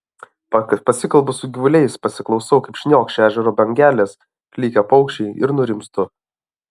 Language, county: Lithuanian, Alytus